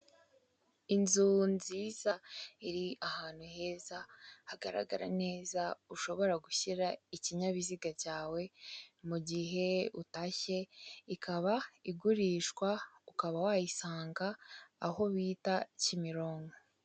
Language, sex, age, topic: Kinyarwanda, female, 18-24, finance